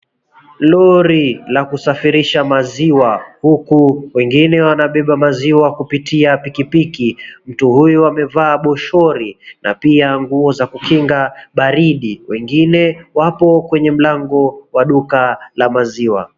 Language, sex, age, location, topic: Swahili, male, 25-35, Mombasa, agriculture